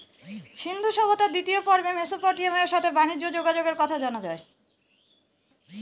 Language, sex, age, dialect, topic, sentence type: Bengali, female, 18-24, Northern/Varendri, agriculture, statement